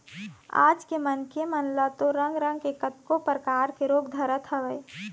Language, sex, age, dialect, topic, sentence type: Chhattisgarhi, female, 25-30, Eastern, banking, statement